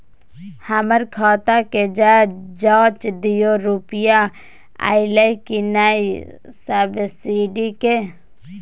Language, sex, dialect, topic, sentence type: Maithili, female, Bajjika, banking, question